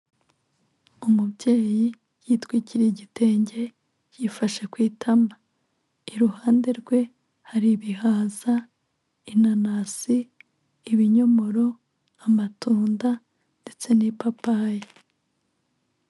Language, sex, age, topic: Kinyarwanda, female, 25-35, finance